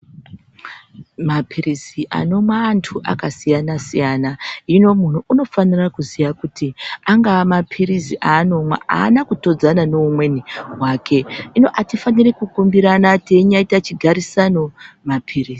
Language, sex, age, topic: Ndau, female, 36-49, health